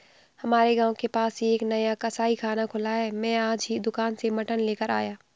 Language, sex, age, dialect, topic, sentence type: Hindi, female, 60-100, Awadhi Bundeli, agriculture, statement